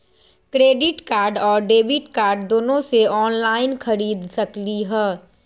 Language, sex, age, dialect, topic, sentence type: Magahi, female, 41-45, Western, banking, question